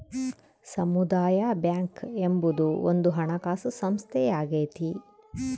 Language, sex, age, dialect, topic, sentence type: Kannada, female, 31-35, Central, banking, statement